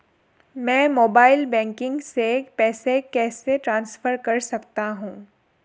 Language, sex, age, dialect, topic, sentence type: Hindi, female, 18-24, Marwari Dhudhari, banking, question